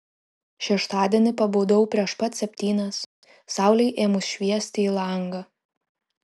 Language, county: Lithuanian, Klaipėda